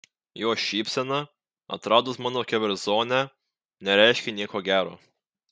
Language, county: Lithuanian, Kaunas